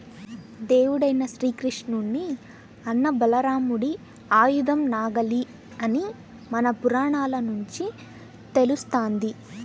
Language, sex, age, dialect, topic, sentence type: Telugu, female, 18-24, Central/Coastal, agriculture, statement